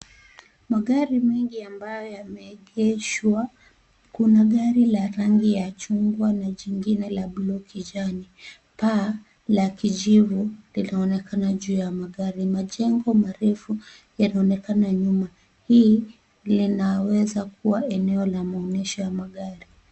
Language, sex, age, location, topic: Swahili, female, 18-24, Kisumu, finance